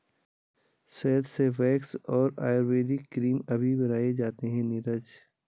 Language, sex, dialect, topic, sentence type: Hindi, male, Garhwali, agriculture, statement